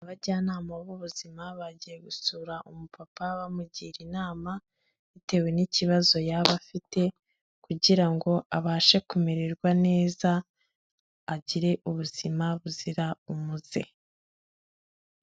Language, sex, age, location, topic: Kinyarwanda, female, 25-35, Kigali, health